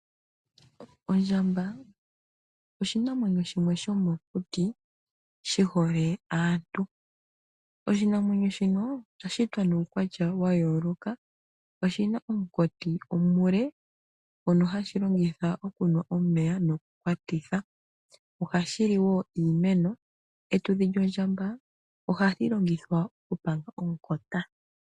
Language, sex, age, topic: Oshiwambo, female, 25-35, agriculture